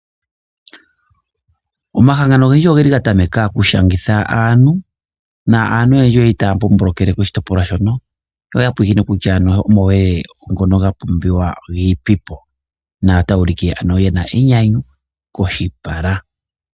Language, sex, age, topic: Oshiwambo, male, 25-35, agriculture